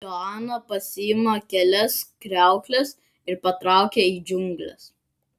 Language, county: Lithuanian, Klaipėda